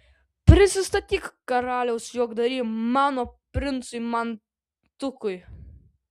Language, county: Lithuanian, Vilnius